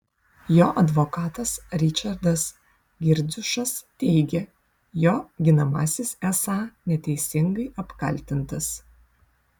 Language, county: Lithuanian, Vilnius